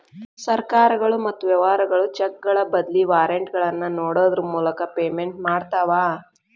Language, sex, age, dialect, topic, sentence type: Kannada, female, 25-30, Dharwad Kannada, banking, statement